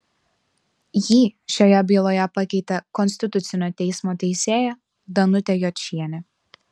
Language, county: Lithuanian, Klaipėda